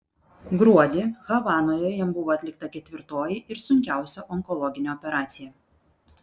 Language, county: Lithuanian, Vilnius